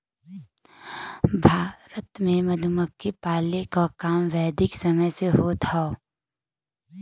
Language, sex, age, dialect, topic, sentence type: Bhojpuri, female, 18-24, Western, agriculture, statement